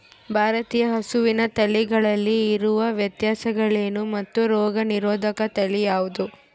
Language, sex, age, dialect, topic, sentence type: Kannada, female, 18-24, Central, agriculture, question